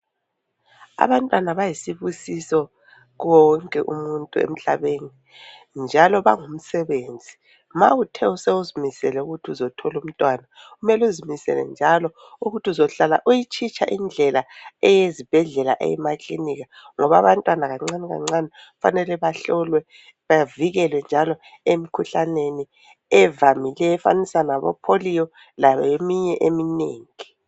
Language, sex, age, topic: North Ndebele, female, 50+, health